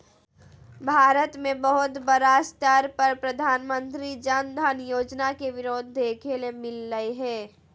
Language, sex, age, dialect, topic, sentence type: Magahi, female, 18-24, Southern, banking, statement